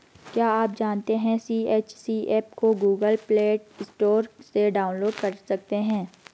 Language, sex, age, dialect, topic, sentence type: Hindi, female, 56-60, Garhwali, agriculture, statement